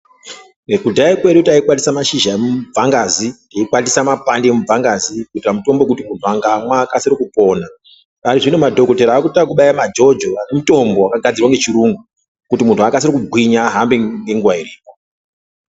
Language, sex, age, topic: Ndau, male, 36-49, health